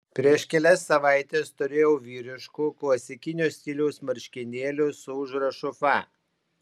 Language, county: Lithuanian, Panevėžys